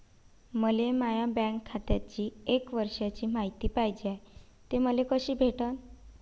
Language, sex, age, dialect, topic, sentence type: Marathi, female, 25-30, Varhadi, banking, question